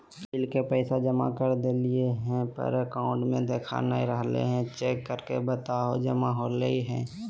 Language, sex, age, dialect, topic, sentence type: Magahi, male, 18-24, Southern, banking, question